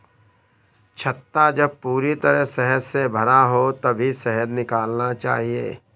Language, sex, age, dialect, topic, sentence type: Hindi, male, 18-24, Awadhi Bundeli, agriculture, statement